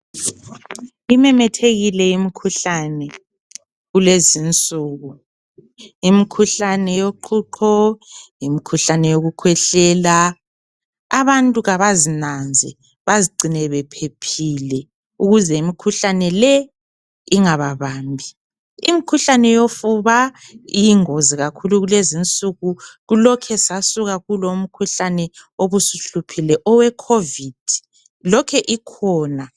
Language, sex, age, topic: North Ndebele, female, 25-35, health